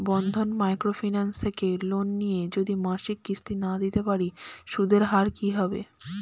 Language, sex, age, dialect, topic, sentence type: Bengali, female, 25-30, Standard Colloquial, banking, question